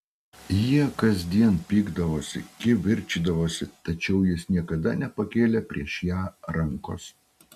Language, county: Lithuanian, Utena